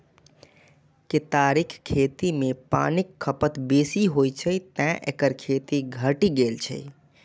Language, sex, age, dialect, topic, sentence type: Maithili, male, 41-45, Eastern / Thethi, agriculture, statement